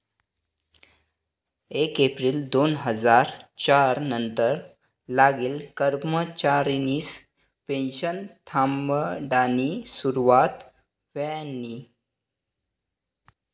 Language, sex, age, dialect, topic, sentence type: Marathi, male, 60-100, Northern Konkan, banking, statement